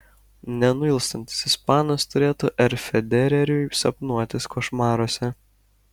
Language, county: Lithuanian, Kaunas